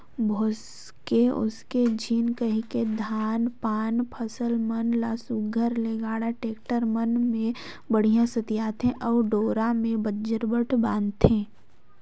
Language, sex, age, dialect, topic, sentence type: Chhattisgarhi, female, 18-24, Northern/Bhandar, agriculture, statement